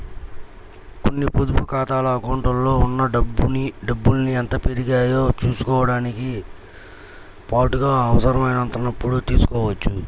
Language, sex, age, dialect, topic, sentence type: Telugu, male, 18-24, Central/Coastal, banking, statement